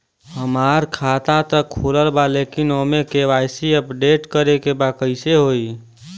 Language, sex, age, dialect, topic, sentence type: Bhojpuri, male, 18-24, Western, banking, question